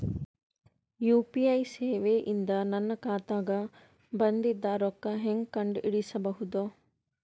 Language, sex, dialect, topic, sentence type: Kannada, female, Northeastern, banking, question